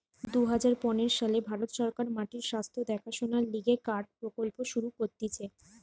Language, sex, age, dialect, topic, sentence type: Bengali, female, 25-30, Western, agriculture, statement